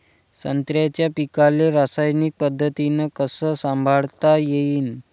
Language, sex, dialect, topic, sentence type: Marathi, male, Varhadi, agriculture, question